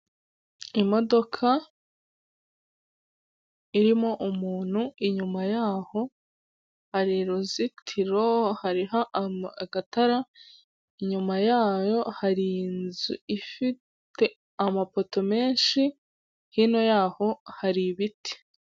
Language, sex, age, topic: Kinyarwanda, female, 18-24, finance